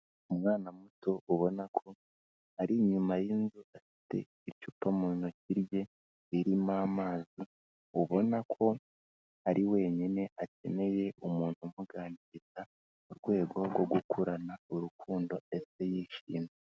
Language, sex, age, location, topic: Kinyarwanda, female, 25-35, Kigali, health